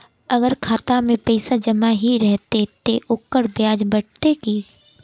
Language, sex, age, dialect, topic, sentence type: Magahi, male, 18-24, Northeastern/Surjapuri, banking, question